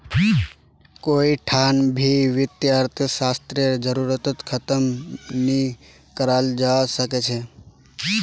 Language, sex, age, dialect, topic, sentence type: Magahi, male, 18-24, Northeastern/Surjapuri, banking, statement